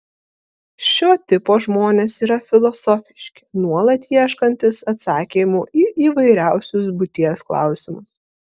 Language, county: Lithuanian, Vilnius